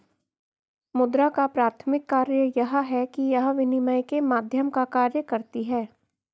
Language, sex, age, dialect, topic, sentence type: Hindi, female, 51-55, Garhwali, banking, statement